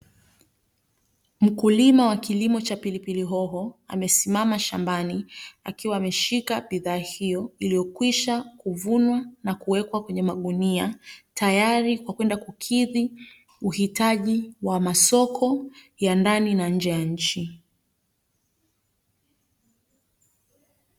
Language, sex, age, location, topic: Swahili, female, 25-35, Dar es Salaam, agriculture